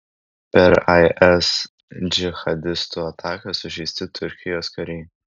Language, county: Lithuanian, Kaunas